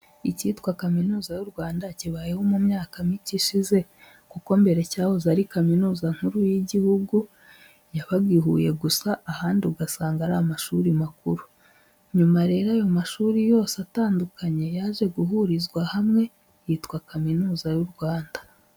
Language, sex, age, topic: Kinyarwanda, female, 18-24, education